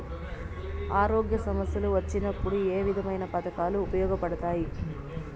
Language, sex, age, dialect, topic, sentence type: Telugu, female, 31-35, Southern, banking, question